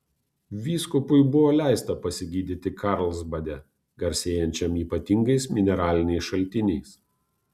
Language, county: Lithuanian, Kaunas